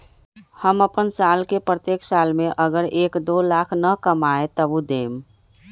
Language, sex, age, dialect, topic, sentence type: Magahi, female, 36-40, Western, banking, question